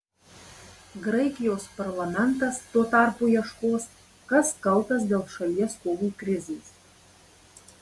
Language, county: Lithuanian, Marijampolė